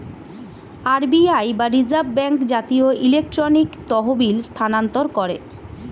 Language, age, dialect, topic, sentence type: Bengali, 41-45, Standard Colloquial, banking, statement